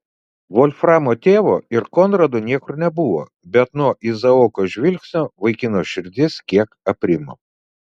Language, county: Lithuanian, Vilnius